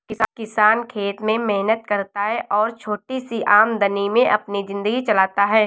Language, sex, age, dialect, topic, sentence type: Hindi, female, 18-24, Awadhi Bundeli, agriculture, statement